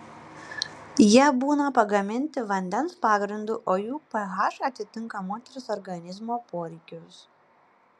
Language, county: Lithuanian, Panevėžys